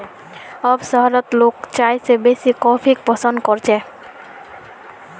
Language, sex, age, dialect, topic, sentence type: Magahi, female, 18-24, Northeastern/Surjapuri, agriculture, statement